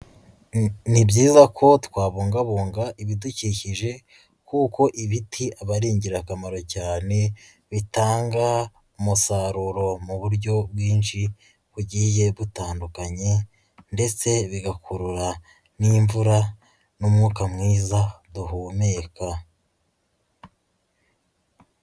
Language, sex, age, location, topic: Kinyarwanda, female, 25-35, Huye, agriculture